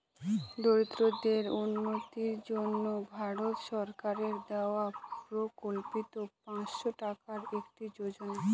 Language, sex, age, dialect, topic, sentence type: Bengali, female, 18-24, Northern/Varendri, banking, statement